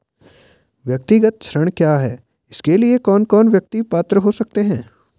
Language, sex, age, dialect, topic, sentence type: Hindi, male, 18-24, Garhwali, banking, question